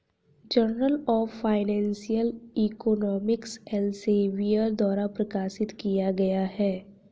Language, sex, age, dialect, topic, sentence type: Hindi, female, 18-24, Hindustani Malvi Khadi Boli, banking, statement